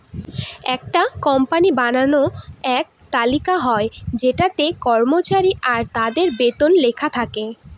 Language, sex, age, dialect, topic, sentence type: Bengali, female, <18, Northern/Varendri, banking, statement